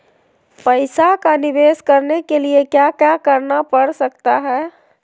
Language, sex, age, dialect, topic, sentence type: Magahi, female, 51-55, Southern, banking, question